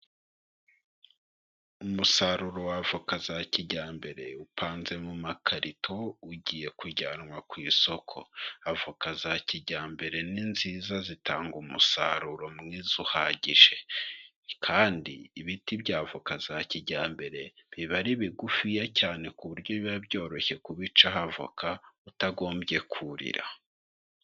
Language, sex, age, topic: Kinyarwanda, male, 25-35, agriculture